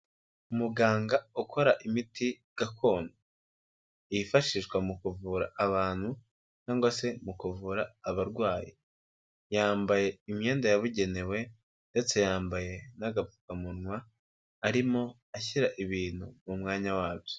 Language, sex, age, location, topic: Kinyarwanda, female, 25-35, Kigali, health